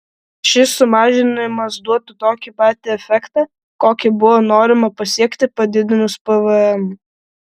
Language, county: Lithuanian, Vilnius